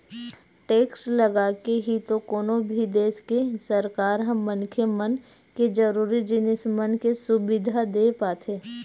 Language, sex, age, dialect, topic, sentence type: Chhattisgarhi, female, 25-30, Western/Budati/Khatahi, banking, statement